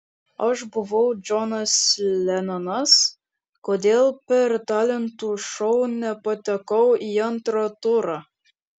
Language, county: Lithuanian, Šiauliai